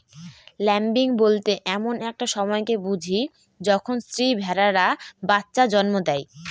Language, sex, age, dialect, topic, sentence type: Bengali, female, <18, Northern/Varendri, agriculture, statement